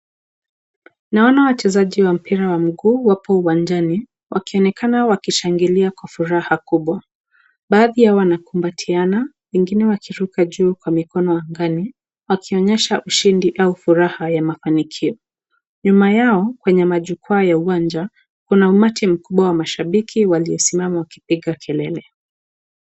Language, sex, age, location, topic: Swahili, female, 18-24, Nakuru, government